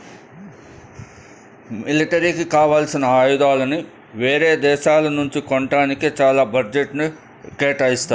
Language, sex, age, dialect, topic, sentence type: Telugu, male, 56-60, Central/Coastal, banking, statement